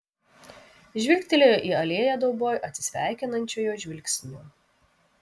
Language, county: Lithuanian, Vilnius